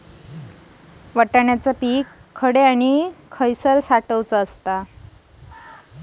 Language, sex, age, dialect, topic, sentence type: Marathi, female, 25-30, Standard Marathi, agriculture, question